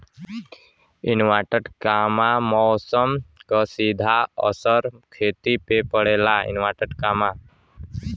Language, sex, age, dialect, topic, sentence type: Bhojpuri, male, <18, Western, agriculture, statement